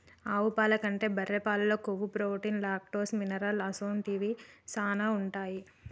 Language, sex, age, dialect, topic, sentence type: Telugu, female, 18-24, Telangana, agriculture, statement